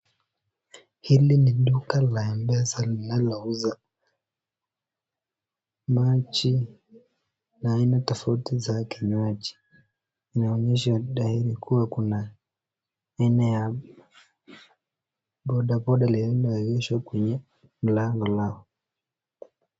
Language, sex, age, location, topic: Swahili, female, 18-24, Nakuru, finance